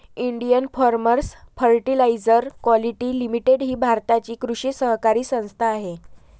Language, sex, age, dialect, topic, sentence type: Marathi, female, 18-24, Varhadi, agriculture, statement